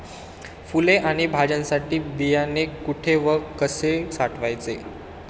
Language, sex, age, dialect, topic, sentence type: Marathi, male, 18-24, Standard Marathi, agriculture, question